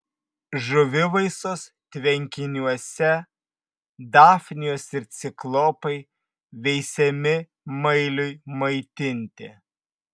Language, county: Lithuanian, Vilnius